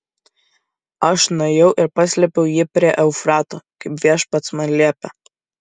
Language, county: Lithuanian, Kaunas